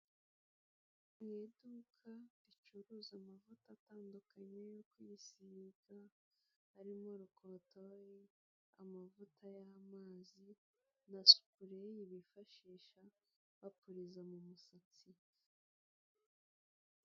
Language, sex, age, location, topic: Kinyarwanda, female, 25-35, Nyagatare, finance